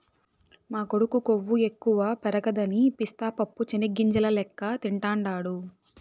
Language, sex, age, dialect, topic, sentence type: Telugu, female, 18-24, Southern, agriculture, statement